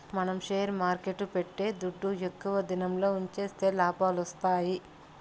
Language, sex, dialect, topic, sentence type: Telugu, female, Southern, banking, statement